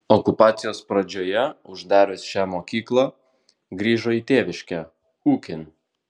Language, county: Lithuanian, Vilnius